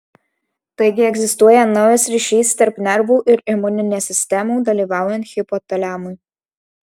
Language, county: Lithuanian, Alytus